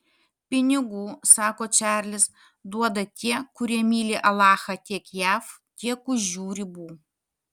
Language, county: Lithuanian, Kaunas